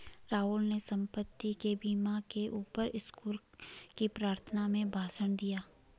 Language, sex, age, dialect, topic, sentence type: Hindi, female, 18-24, Garhwali, banking, statement